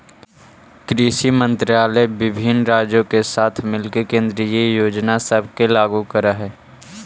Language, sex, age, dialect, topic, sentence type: Magahi, male, 18-24, Central/Standard, banking, statement